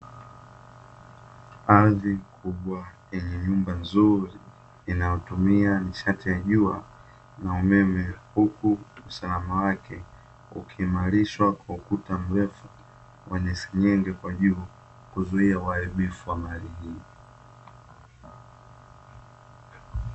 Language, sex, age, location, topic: Swahili, male, 18-24, Dar es Salaam, finance